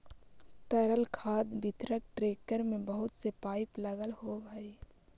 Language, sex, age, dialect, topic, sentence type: Magahi, female, 25-30, Central/Standard, banking, statement